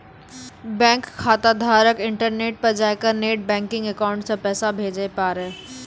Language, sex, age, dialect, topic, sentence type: Maithili, female, 18-24, Angika, banking, statement